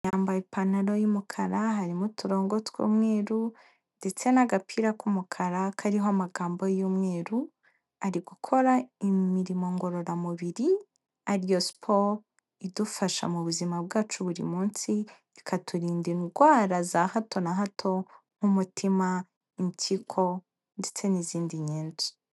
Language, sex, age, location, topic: Kinyarwanda, female, 18-24, Kigali, health